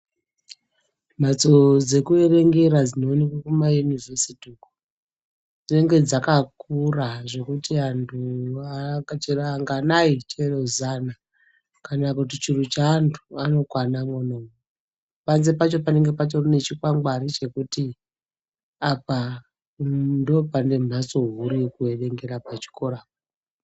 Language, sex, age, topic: Ndau, female, 36-49, education